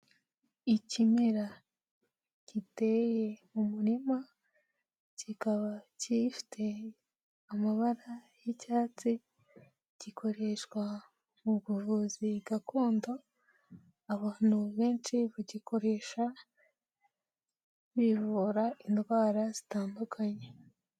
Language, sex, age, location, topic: Kinyarwanda, female, 18-24, Kigali, health